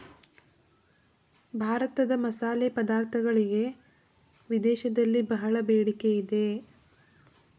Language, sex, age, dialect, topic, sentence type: Kannada, female, 18-24, Mysore Kannada, agriculture, statement